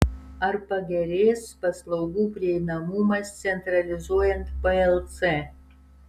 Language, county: Lithuanian, Kaunas